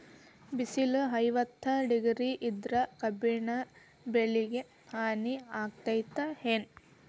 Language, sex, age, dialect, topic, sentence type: Kannada, female, 18-24, Dharwad Kannada, agriculture, question